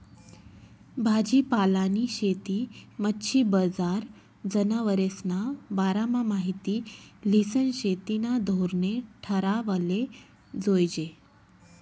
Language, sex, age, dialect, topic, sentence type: Marathi, female, 25-30, Northern Konkan, agriculture, statement